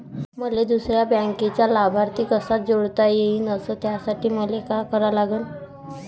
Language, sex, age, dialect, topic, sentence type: Marathi, female, 18-24, Varhadi, banking, question